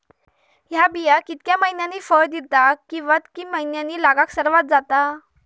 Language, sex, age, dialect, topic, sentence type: Marathi, female, 31-35, Southern Konkan, agriculture, question